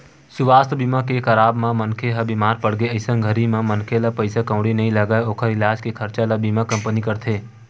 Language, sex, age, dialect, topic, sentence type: Chhattisgarhi, male, 18-24, Western/Budati/Khatahi, banking, statement